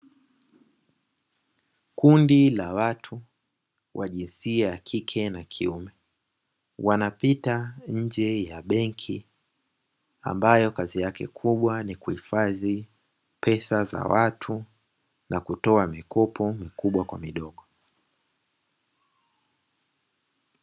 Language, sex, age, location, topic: Swahili, male, 18-24, Dar es Salaam, finance